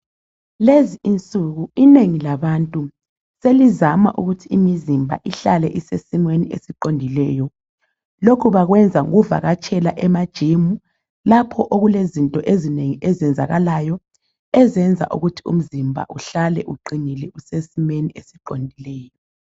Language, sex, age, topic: North Ndebele, female, 25-35, health